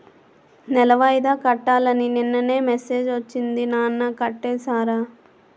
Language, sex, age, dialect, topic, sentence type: Telugu, female, 18-24, Utterandhra, banking, statement